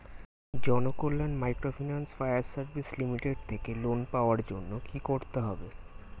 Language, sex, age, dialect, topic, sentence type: Bengali, male, 18-24, Standard Colloquial, banking, question